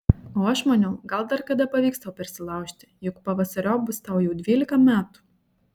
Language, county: Lithuanian, Šiauliai